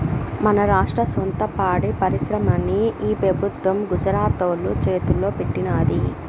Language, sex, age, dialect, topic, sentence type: Telugu, female, 18-24, Southern, agriculture, statement